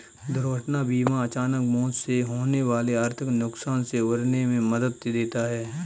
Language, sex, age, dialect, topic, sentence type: Hindi, male, 25-30, Kanauji Braj Bhasha, banking, statement